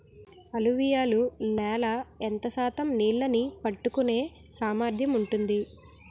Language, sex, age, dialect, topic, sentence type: Telugu, female, 18-24, Utterandhra, agriculture, question